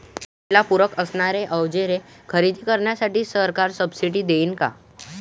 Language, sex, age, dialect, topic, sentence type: Marathi, male, 18-24, Varhadi, agriculture, question